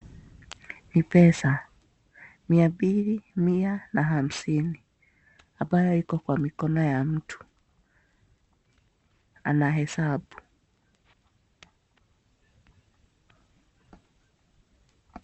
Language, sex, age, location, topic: Swahili, female, 25-35, Nakuru, finance